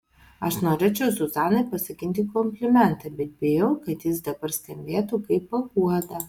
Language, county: Lithuanian, Vilnius